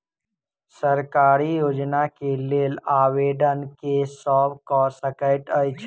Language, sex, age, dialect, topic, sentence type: Maithili, male, 18-24, Southern/Standard, banking, question